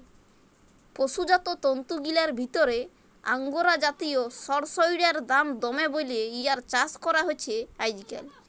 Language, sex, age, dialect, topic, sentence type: Bengali, male, 18-24, Jharkhandi, agriculture, statement